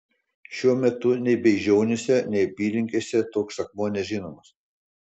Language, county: Lithuanian, Panevėžys